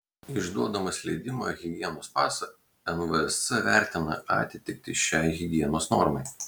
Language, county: Lithuanian, Klaipėda